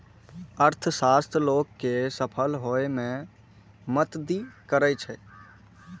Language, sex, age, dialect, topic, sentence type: Maithili, male, 18-24, Eastern / Thethi, banking, statement